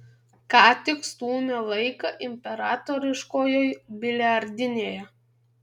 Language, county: Lithuanian, Kaunas